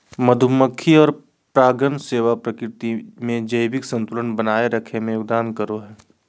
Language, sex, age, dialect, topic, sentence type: Magahi, male, 25-30, Southern, agriculture, statement